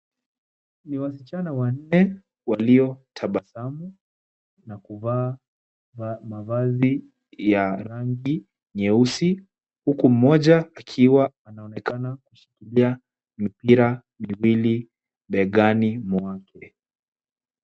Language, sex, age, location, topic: Swahili, male, 18-24, Kisumu, government